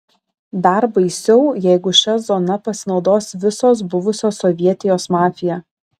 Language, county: Lithuanian, Šiauliai